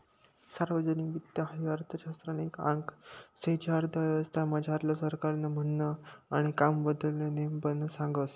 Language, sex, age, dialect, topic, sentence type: Marathi, male, 25-30, Northern Konkan, banking, statement